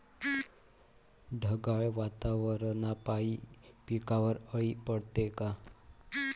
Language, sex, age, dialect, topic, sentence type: Marathi, male, 25-30, Varhadi, agriculture, question